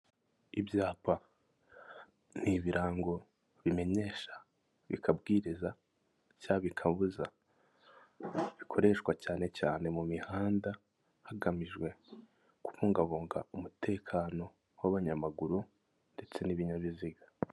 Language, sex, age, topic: Kinyarwanda, male, 25-35, government